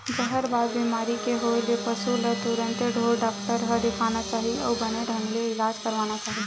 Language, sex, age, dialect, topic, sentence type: Chhattisgarhi, female, 18-24, Western/Budati/Khatahi, agriculture, statement